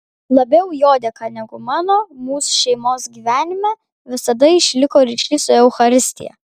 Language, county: Lithuanian, Kaunas